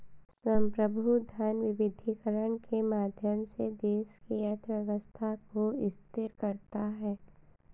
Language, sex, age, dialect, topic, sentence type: Hindi, female, 25-30, Awadhi Bundeli, banking, statement